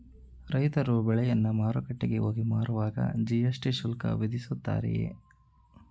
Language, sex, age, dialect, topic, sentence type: Kannada, male, 18-24, Mysore Kannada, agriculture, question